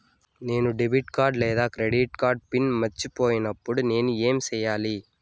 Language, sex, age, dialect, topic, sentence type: Telugu, male, 18-24, Southern, banking, question